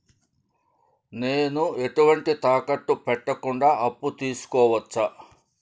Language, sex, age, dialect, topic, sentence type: Telugu, male, 56-60, Southern, banking, question